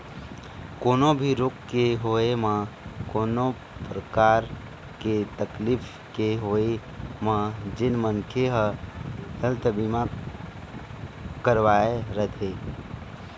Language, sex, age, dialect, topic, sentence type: Chhattisgarhi, male, 25-30, Eastern, banking, statement